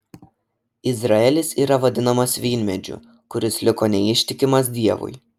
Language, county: Lithuanian, Šiauliai